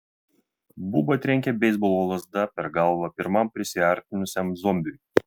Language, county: Lithuanian, Vilnius